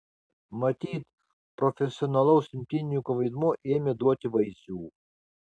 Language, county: Lithuanian, Kaunas